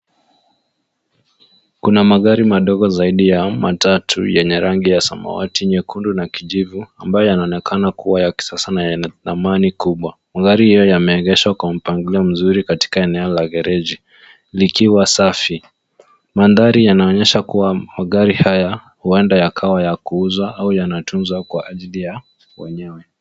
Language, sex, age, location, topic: Swahili, male, 18-24, Nairobi, finance